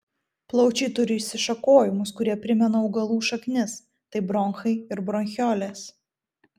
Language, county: Lithuanian, Vilnius